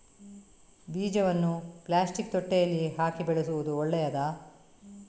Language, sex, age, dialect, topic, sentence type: Kannada, female, 18-24, Coastal/Dakshin, agriculture, question